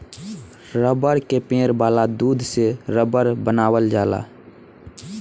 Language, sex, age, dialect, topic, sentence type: Bhojpuri, male, 18-24, Southern / Standard, agriculture, statement